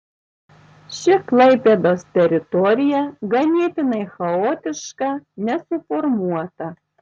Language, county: Lithuanian, Tauragė